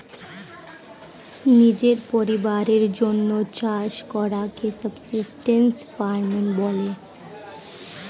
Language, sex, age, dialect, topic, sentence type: Bengali, female, 18-24, Standard Colloquial, agriculture, statement